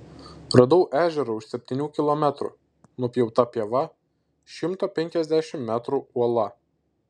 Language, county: Lithuanian, Šiauliai